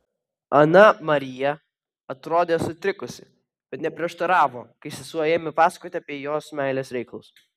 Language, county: Lithuanian, Vilnius